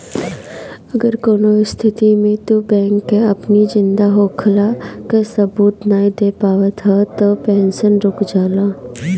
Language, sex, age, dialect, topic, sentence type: Bhojpuri, female, 18-24, Northern, banking, statement